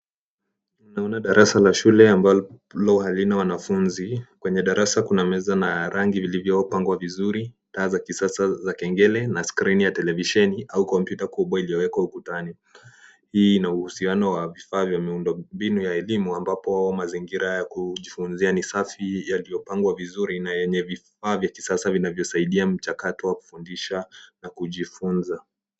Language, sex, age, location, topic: Swahili, male, 18-24, Nairobi, education